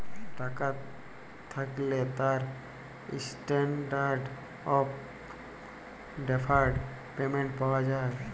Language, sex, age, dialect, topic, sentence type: Bengali, male, 18-24, Jharkhandi, banking, statement